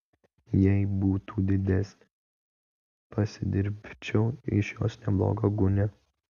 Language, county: Lithuanian, Vilnius